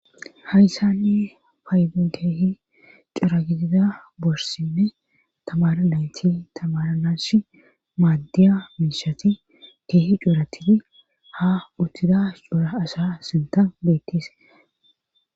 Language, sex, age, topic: Gamo, female, 18-24, government